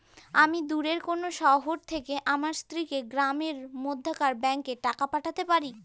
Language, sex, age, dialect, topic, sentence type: Bengali, female, <18, Northern/Varendri, banking, question